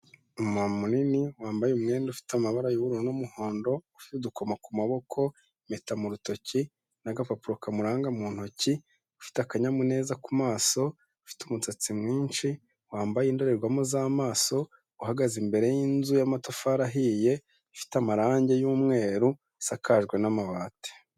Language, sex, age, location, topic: Kinyarwanda, male, 25-35, Kigali, health